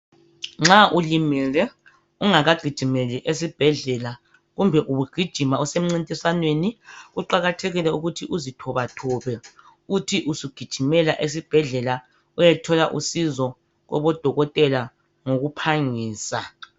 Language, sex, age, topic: North Ndebele, male, 50+, health